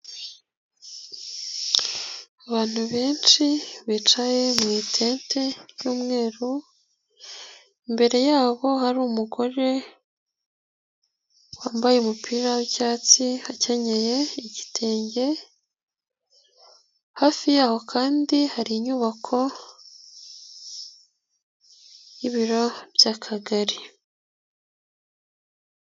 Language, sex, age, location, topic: Kinyarwanda, female, 18-24, Nyagatare, health